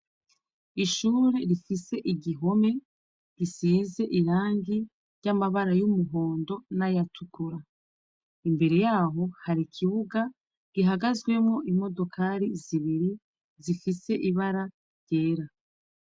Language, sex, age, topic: Rundi, female, 36-49, education